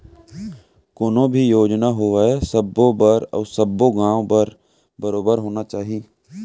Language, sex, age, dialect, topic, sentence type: Chhattisgarhi, male, 18-24, Central, agriculture, statement